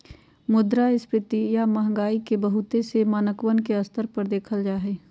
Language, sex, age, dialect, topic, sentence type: Magahi, female, 51-55, Western, banking, statement